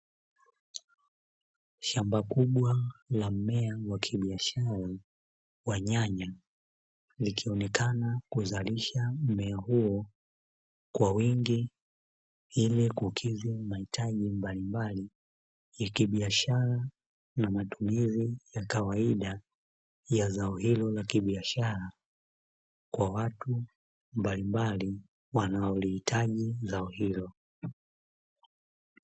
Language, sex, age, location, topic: Swahili, male, 25-35, Dar es Salaam, agriculture